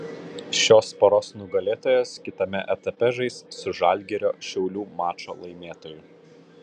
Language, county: Lithuanian, Kaunas